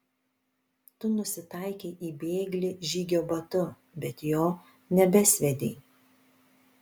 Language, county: Lithuanian, Panevėžys